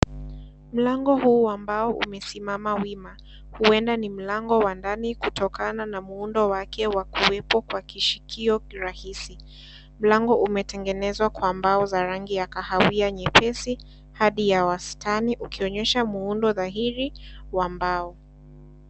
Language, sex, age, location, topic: Swahili, female, 18-24, Kisii, education